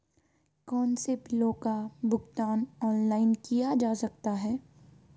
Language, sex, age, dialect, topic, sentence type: Hindi, female, 18-24, Marwari Dhudhari, banking, question